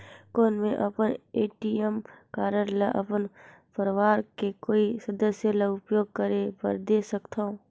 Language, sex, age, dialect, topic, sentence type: Chhattisgarhi, female, 25-30, Northern/Bhandar, banking, question